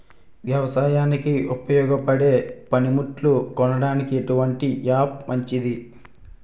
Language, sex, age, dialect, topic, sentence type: Telugu, male, 18-24, Utterandhra, agriculture, question